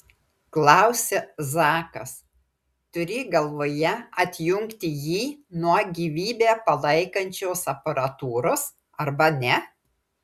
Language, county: Lithuanian, Klaipėda